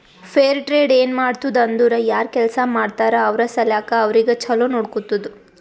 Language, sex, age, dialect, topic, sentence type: Kannada, female, 18-24, Northeastern, banking, statement